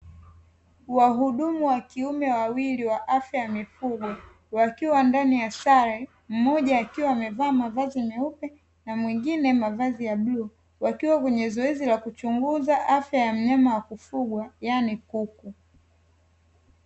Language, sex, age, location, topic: Swahili, female, 18-24, Dar es Salaam, agriculture